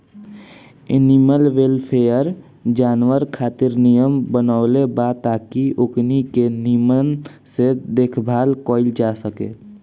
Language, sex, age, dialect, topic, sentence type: Bhojpuri, male, <18, Southern / Standard, agriculture, statement